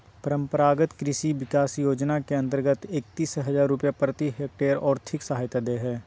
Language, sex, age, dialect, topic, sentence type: Magahi, male, 18-24, Southern, agriculture, statement